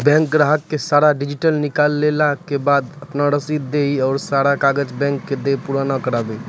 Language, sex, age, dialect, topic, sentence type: Maithili, male, 25-30, Angika, banking, question